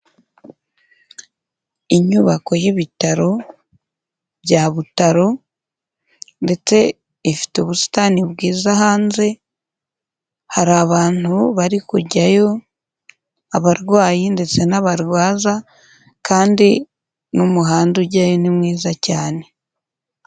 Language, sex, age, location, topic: Kinyarwanda, female, 18-24, Huye, health